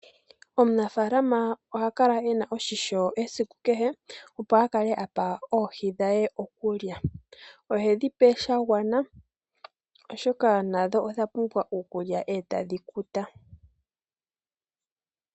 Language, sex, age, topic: Oshiwambo, male, 18-24, agriculture